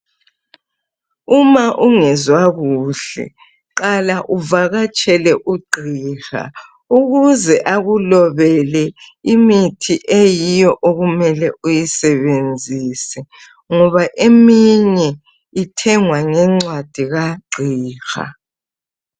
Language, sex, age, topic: North Ndebele, female, 50+, health